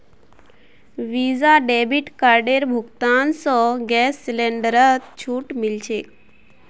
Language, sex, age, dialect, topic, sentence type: Magahi, female, 18-24, Northeastern/Surjapuri, banking, statement